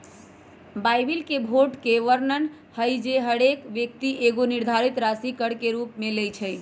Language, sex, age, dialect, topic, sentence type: Magahi, male, 25-30, Western, banking, statement